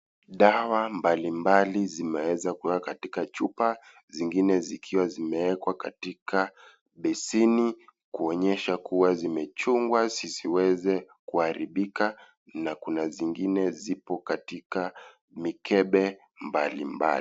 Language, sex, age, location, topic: Swahili, male, 25-35, Kisii, health